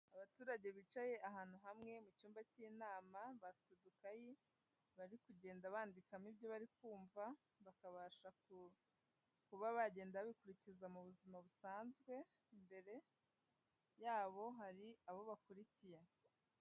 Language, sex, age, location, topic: Kinyarwanda, female, 18-24, Huye, health